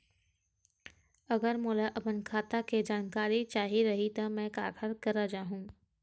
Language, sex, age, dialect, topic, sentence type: Chhattisgarhi, female, 18-24, Western/Budati/Khatahi, banking, question